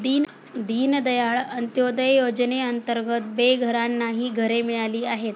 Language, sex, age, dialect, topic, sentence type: Marathi, female, 46-50, Standard Marathi, banking, statement